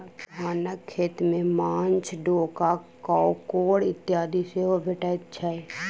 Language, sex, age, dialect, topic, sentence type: Maithili, female, 18-24, Southern/Standard, agriculture, statement